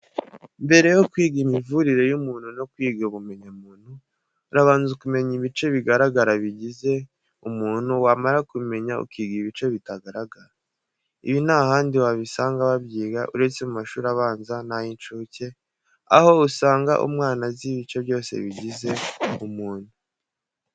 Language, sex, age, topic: Kinyarwanda, male, 18-24, education